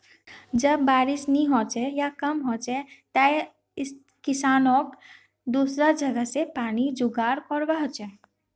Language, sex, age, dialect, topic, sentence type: Magahi, female, 18-24, Northeastern/Surjapuri, agriculture, statement